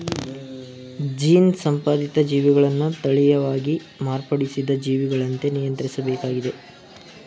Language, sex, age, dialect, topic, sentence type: Kannada, male, 18-24, Mysore Kannada, agriculture, statement